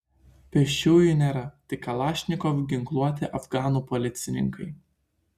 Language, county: Lithuanian, Klaipėda